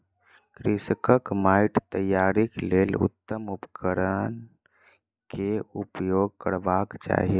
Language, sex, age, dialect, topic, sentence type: Maithili, female, 25-30, Southern/Standard, agriculture, statement